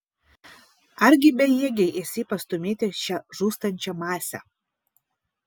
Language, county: Lithuanian, Vilnius